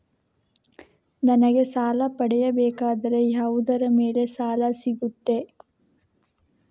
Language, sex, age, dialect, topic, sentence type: Kannada, female, 51-55, Coastal/Dakshin, banking, question